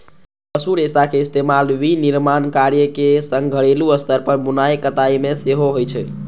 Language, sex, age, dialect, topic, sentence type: Maithili, male, 18-24, Eastern / Thethi, agriculture, statement